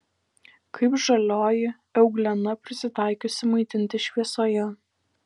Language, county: Lithuanian, Alytus